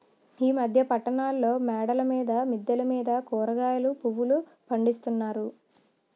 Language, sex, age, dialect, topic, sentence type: Telugu, female, 25-30, Utterandhra, agriculture, statement